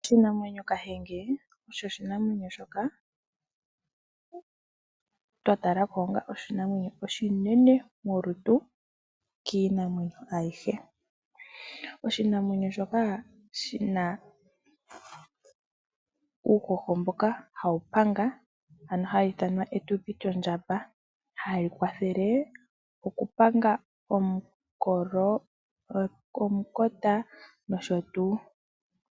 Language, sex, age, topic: Oshiwambo, female, 18-24, agriculture